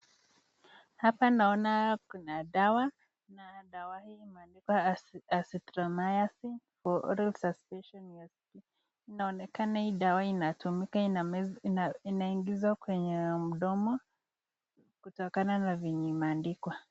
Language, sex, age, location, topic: Swahili, female, 50+, Nakuru, health